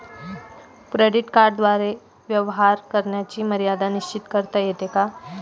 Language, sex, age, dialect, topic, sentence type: Marathi, female, 18-24, Standard Marathi, banking, question